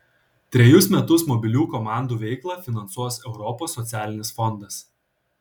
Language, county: Lithuanian, Kaunas